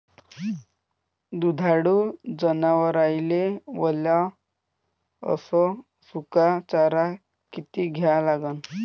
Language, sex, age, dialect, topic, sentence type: Marathi, male, 18-24, Varhadi, agriculture, question